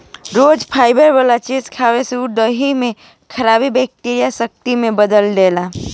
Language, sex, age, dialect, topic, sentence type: Bhojpuri, female, <18, Southern / Standard, agriculture, statement